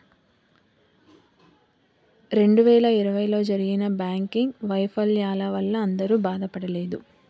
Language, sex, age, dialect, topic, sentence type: Telugu, female, 31-35, Southern, banking, statement